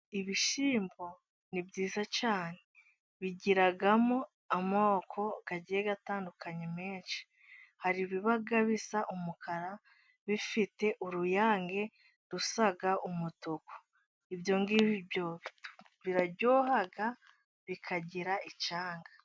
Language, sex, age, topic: Kinyarwanda, female, 18-24, agriculture